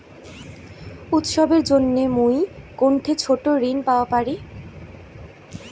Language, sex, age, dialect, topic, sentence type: Bengali, female, 18-24, Rajbangshi, banking, statement